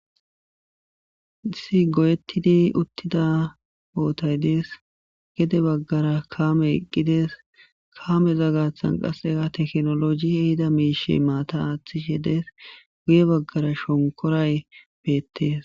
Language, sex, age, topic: Gamo, male, 18-24, agriculture